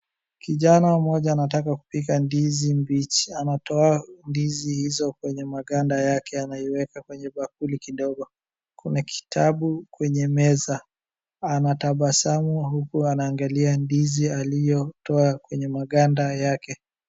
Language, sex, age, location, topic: Swahili, male, 18-24, Wajir, agriculture